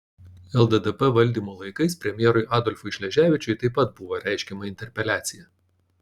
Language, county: Lithuanian, Panevėžys